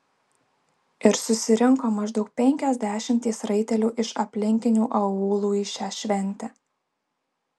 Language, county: Lithuanian, Alytus